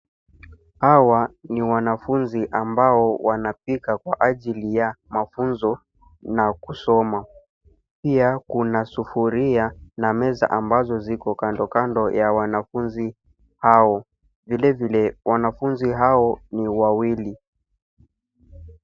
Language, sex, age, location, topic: Swahili, male, 25-35, Nairobi, education